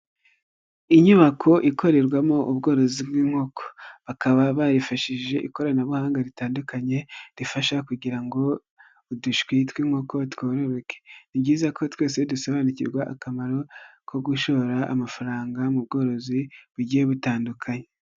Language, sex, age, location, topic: Kinyarwanda, female, 18-24, Nyagatare, agriculture